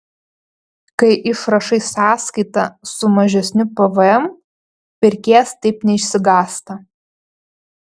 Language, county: Lithuanian, Panevėžys